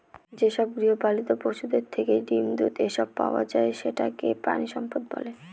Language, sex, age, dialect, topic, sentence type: Bengali, female, 31-35, Northern/Varendri, agriculture, statement